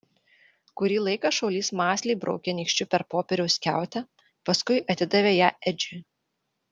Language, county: Lithuanian, Vilnius